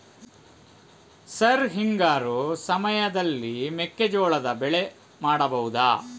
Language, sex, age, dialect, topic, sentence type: Kannada, male, 41-45, Coastal/Dakshin, agriculture, question